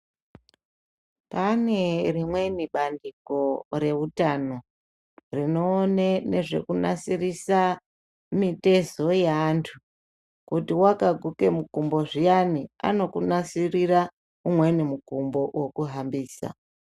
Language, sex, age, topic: Ndau, male, 25-35, health